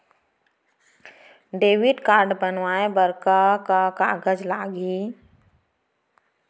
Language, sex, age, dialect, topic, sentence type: Chhattisgarhi, female, 31-35, Central, banking, question